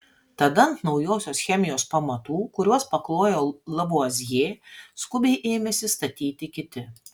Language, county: Lithuanian, Vilnius